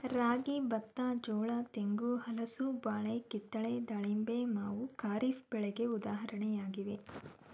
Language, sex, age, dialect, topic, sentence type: Kannada, female, 31-35, Mysore Kannada, agriculture, statement